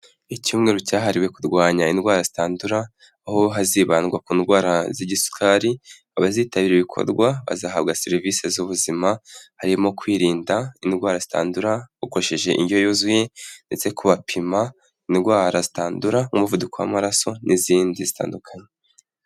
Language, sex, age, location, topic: Kinyarwanda, male, 18-24, Kigali, health